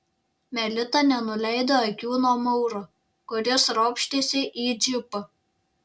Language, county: Lithuanian, Šiauliai